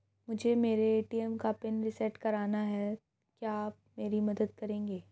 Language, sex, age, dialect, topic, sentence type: Hindi, female, 31-35, Hindustani Malvi Khadi Boli, banking, question